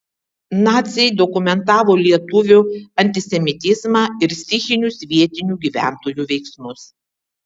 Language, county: Lithuanian, Vilnius